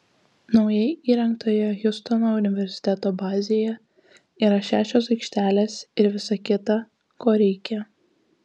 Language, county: Lithuanian, Kaunas